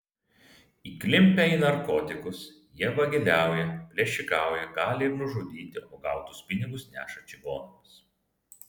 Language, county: Lithuanian, Vilnius